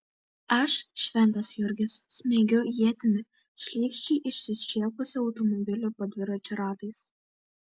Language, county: Lithuanian, Vilnius